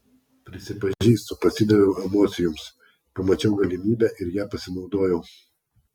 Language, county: Lithuanian, Klaipėda